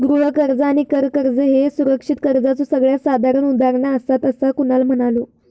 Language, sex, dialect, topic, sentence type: Marathi, female, Southern Konkan, banking, statement